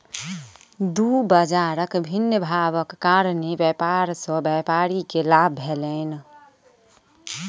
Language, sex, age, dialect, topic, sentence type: Maithili, female, 18-24, Southern/Standard, banking, statement